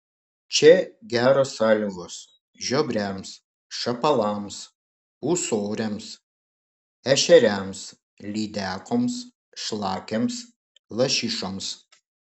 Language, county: Lithuanian, Šiauliai